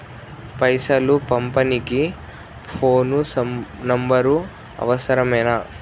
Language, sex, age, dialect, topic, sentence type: Telugu, male, 56-60, Telangana, banking, question